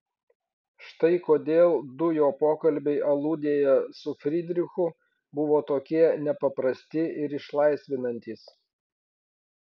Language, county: Lithuanian, Vilnius